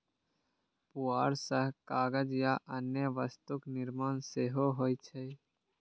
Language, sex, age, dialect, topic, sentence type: Maithili, male, 18-24, Eastern / Thethi, agriculture, statement